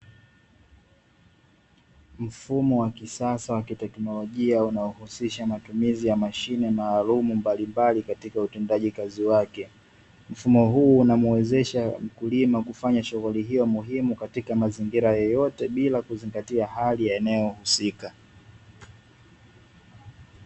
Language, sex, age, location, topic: Swahili, male, 18-24, Dar es Salaam, agriculture